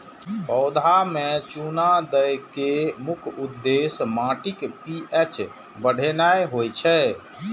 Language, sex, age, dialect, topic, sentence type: Maithili, male, 46-50, Eastern / Thethi, agriculture, statement